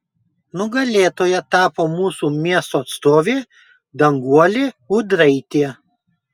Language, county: Lithuanian, Kaunas